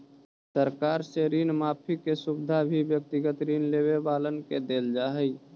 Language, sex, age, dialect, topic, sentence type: Magahi, male, 18-24, Central/Standard, banking, statement